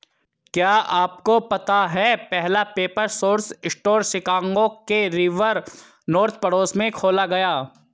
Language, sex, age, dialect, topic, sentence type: Hindi, male, 31-35, Hindustani Malvi Khadi Boli, agriculture, statement